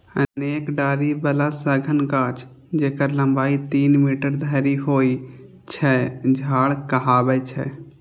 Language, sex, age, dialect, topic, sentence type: Maithili, male, 18-24, Eastern / Thethi, agriculture, statement